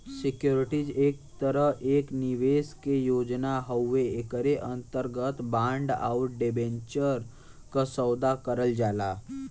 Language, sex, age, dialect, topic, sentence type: Bhojpuri, male, 18-24, Western, banking, statement